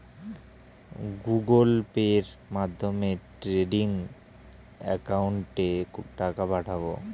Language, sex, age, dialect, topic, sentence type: Bengali, male, 18-24, Standard Colloquial, banking, question